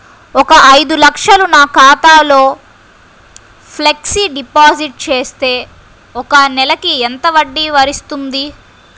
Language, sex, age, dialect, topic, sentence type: Telugu, female, 51-55, Central/Coastal, banking, question